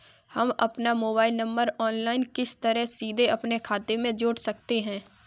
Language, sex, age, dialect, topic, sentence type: Hindi, female, 46-50, Kanauji Braj Bhasha, banking, question